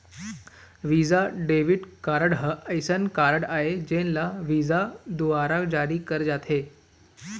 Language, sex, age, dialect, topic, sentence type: Chhattisgarhi, male, 18-24, Eastern, banking, statement